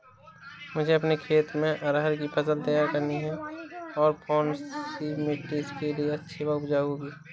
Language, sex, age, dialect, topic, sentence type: Hindi, male, 18-24, Awadhi Bundeli, agriculture, question